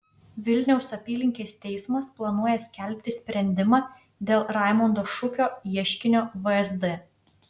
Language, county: Lithuanian, Utena